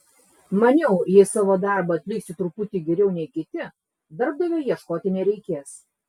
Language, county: Lithuanian, Klaipėda